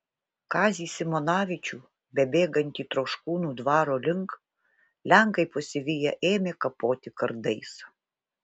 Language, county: Lithuanian, Vilnius